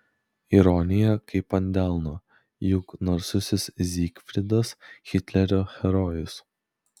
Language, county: Lithuanian, Klaipėda